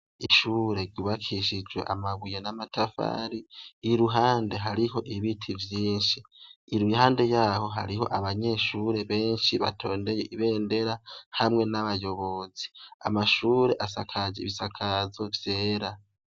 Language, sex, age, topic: Rundi, male, 18-24, education